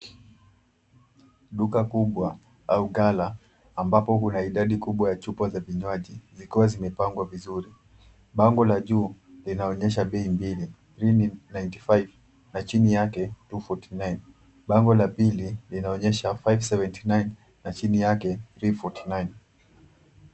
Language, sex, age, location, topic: Swahili, male, 18-24, Nairobi, finance